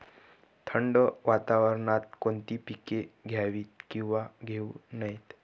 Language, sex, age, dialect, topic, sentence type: Marathi, male, 18-24, Northern Konkan, agriculture, question